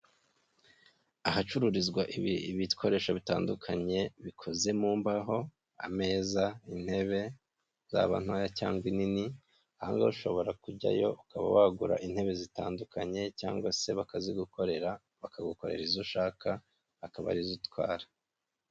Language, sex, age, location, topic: Kinyarwanda, male, 25-35, Kigali, finance